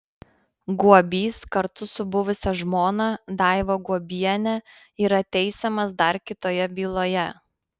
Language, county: Lithuanian, Panevėžys